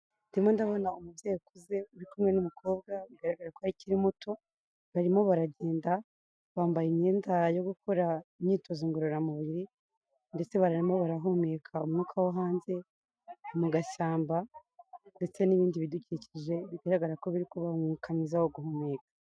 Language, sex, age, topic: Kinyarwanda, female, 18-24, health